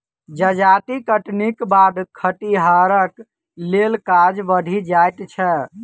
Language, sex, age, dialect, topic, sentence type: Maithili, male, 18-24, Southern/Standard, agriculture, statement